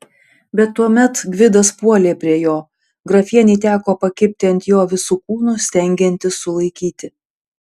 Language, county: Lithuanian, Panevėžys